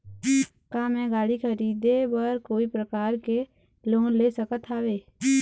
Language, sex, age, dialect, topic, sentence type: Chhattisgarhi, female, 18-24, Eastern, banking, question